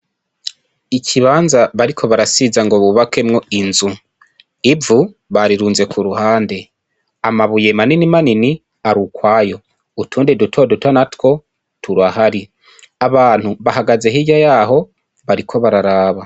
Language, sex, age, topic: Rundi, male, 25-35, education